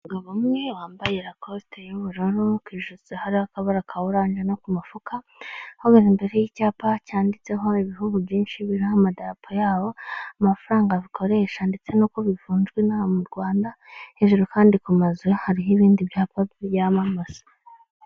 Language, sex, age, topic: Kinyarwanda, male, 18-24, finance